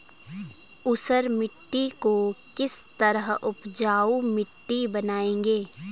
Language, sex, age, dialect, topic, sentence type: Hindi, female, 18-24, Garhwali, agriculture, question